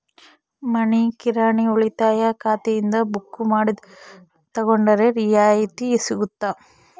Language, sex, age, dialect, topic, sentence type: Kannada, female, 18-24, Central, banking, question